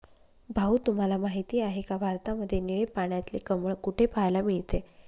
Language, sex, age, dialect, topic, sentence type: Marathi, female, 25-30, Northern Konkan, agriculture, statement